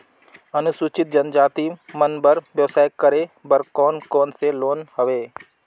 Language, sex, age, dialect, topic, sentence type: Chhattisgarhi, male, 25-30, Northern/Bhandar, banking, question